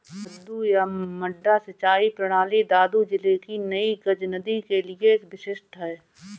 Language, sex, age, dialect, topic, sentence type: Hindi, female, 41-45, Marwari Dhudhari, agriculture, statement